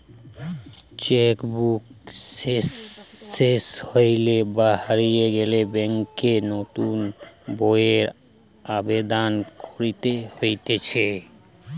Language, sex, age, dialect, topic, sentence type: Bengali, male, 25-30, Western, banking, statement